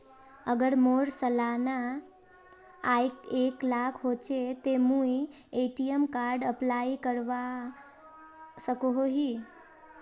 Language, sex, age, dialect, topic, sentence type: Magahi, male, 18-24, Northeastern/Surjapuri, banking, question